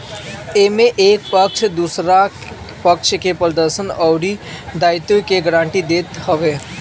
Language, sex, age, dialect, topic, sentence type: Bhojpuri, male, 25-30, Northern, banking, statement